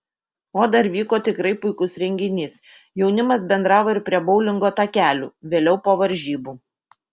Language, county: Lithuanian, Kaunas